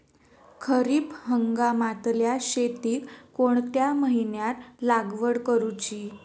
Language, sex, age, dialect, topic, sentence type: Marathi, female, 18-24, Southern Konkan, agriculture, question